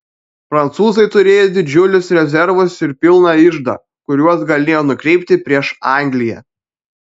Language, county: Lithuanian, Panevėžys